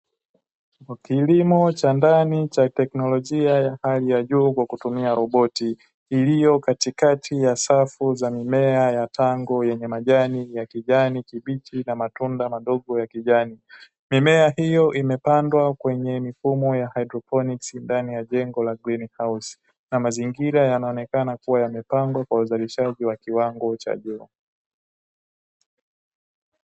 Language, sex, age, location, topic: Swahili, male, 18-24, Dar es Salaam, agriculture